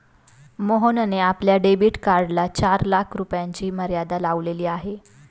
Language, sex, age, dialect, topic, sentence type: Marathi, female, 25-30, Standard Marathi, banking, statement